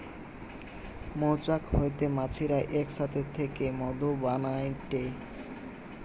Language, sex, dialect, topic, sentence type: Bengali, male, Western, agriculture, statement